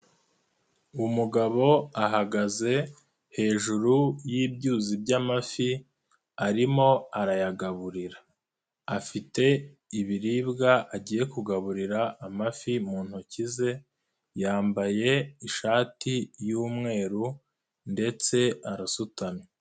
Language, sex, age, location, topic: Kinyarwanda, male, 25-35, Nyagatare, agriculture